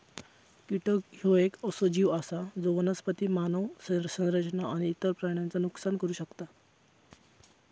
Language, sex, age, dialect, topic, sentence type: Marathi, male, 18-24, Southern Konkan, agriculture, statement